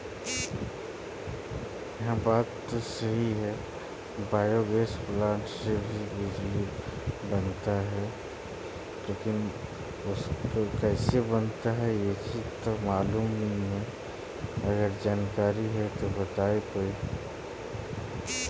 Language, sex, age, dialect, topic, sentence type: Magahi, male, 25-30, Western, agriculture, statement